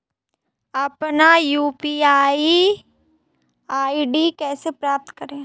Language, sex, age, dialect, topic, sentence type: Hindi, female, 18-24, Marwari Dhudhari, banking, question